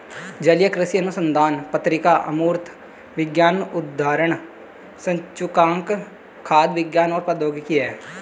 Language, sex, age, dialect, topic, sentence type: Hindi, male, 18-24, Hindustani Malvi Khadi Boli, agriculture, statement